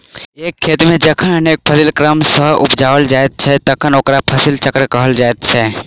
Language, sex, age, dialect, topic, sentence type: Maithili, male, 18-24, Southern/Standard, agriculture, statement